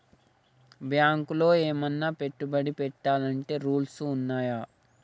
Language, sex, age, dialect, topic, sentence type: Telugu, male, 51-55, Telangana, banking, question